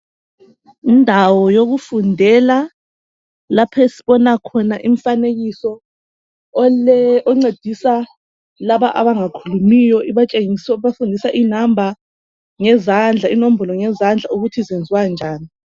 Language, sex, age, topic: North Ndebele, male, 25-35, education